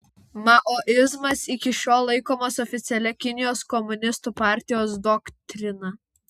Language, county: Lithuanian, Vilnius